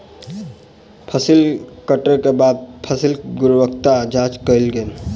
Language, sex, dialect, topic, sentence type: Maithili, male, Southern/Standard, agriculture, statement